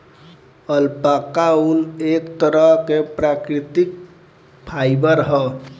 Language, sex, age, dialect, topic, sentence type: Bhojpuri, male, 18-24, Southern / Standard, agriculture, statement